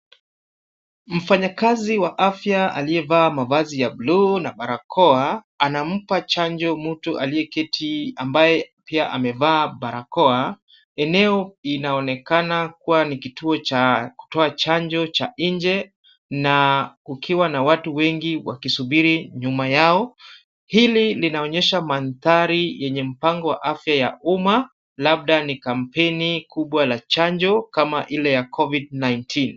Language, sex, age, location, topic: Swahili, male, 25-35, Kisumu, health